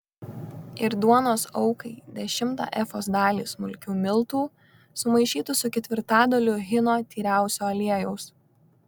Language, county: Lithuanian, Kaunas